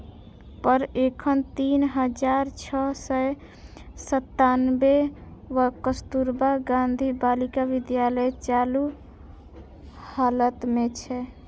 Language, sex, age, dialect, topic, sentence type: Maithili, female, 41-45, Eastern / Thethi, banking, statement